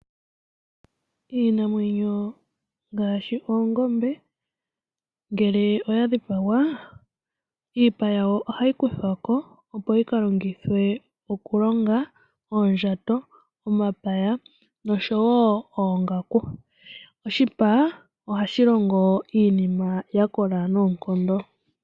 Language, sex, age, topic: Oshiwambo, female, 18-24, finance